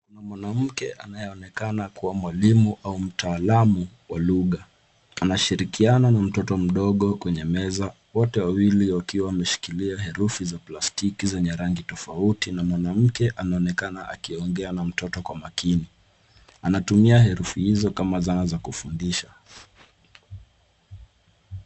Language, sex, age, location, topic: Swahili, male, 18-24, Nairobi, education